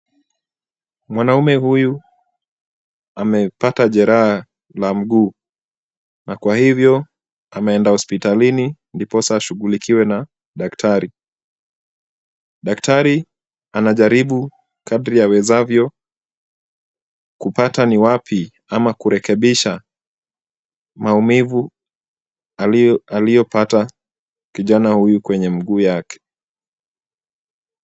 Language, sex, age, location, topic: Swahili, male, 25-35, Kisumu, health